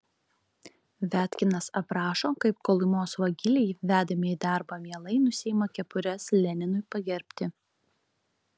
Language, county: Lithuanian, Klaipėda